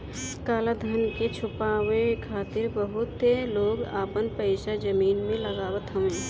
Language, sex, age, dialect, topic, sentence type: Bhojpuri, female, 25-30, Northern, banking, statement